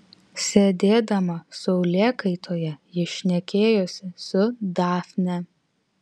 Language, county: Lithuanian, Vilnius